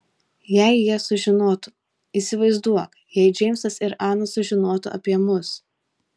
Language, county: Lithuanian, Telšiai